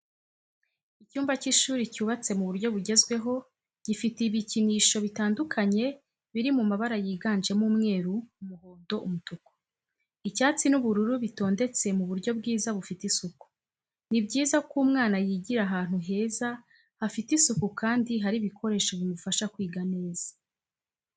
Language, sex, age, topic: Kinyarwanda, female, 25-35, education